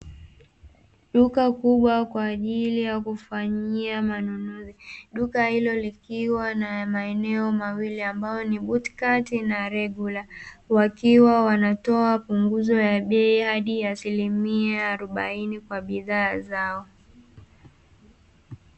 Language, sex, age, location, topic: Swahili, female, 18-24, Dar es Salaam, finance